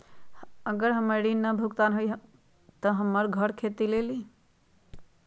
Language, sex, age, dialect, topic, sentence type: Magahi, female, 56-60, Western, banking, question